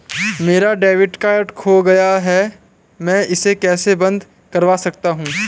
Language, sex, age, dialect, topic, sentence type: Hindi, male, 51-55, Awadhi Bundeli, banking, question